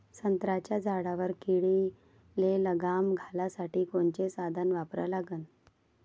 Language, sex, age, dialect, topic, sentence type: Marathi, female, 56-60, Varhadi, agriculture, question